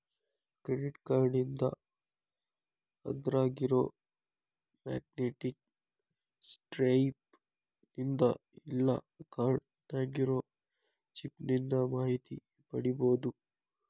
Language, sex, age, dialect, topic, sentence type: Kannada, male, 18-24, Dharwad Kannada, banking, statement